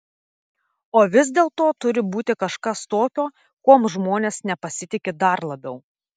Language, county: Lithuanian, Telšiai